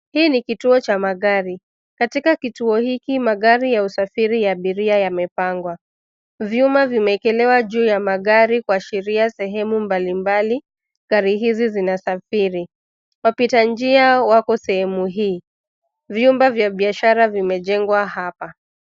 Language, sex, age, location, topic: Swahili, female, 25-35, Nairobi, government